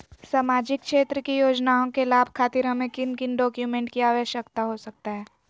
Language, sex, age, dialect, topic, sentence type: Magahi, female, 18-24, Southern, banking, question